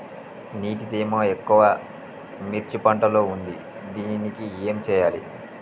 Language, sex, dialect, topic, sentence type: Telugu, male, Telangana, agriculture, question